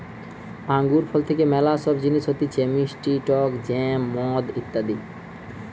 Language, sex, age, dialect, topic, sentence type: Bengali, male, 31-35, Western, agriculture, statement